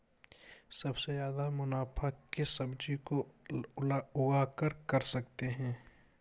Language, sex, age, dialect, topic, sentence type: Hindi, male, 60-100, Kanauji Braj Bhasha, agriculture, question